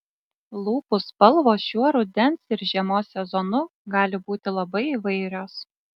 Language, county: Lithuanian, Klaipėda